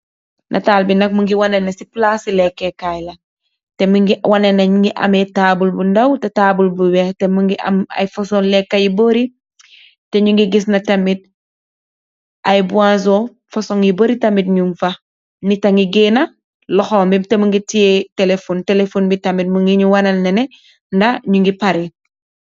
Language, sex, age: Wolof, female, 18-24